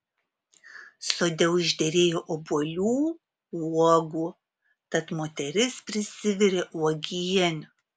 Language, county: Lithuanian, Vilnius